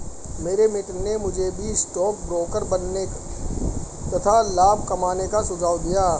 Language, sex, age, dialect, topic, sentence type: Hindi, female, 25-30, Hindustani Malvi Khadi Boli, banking, statement